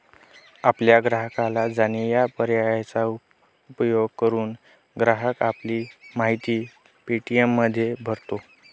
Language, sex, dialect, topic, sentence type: Marathi, male, Northern Konkan, banking, statement